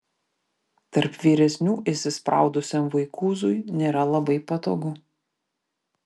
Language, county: Lithuanian, Vilnius